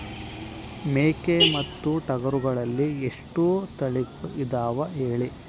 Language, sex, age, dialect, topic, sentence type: Kannada, male, 51-55, Central, agriculture, question